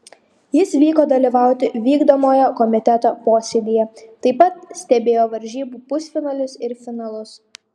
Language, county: Lithuanian, Šiauliai